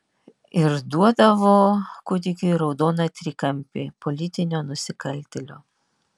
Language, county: Lithuanian, Vilnius